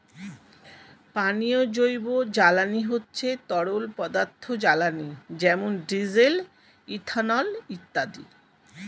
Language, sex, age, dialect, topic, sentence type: Bengali, female, 51-55, Standard Colloquial, agriculture, statement